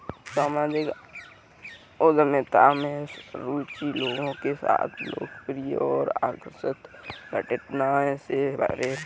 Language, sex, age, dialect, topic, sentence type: Hindi, female, 18-24, Kanauji Braj Bhasha, banking, statement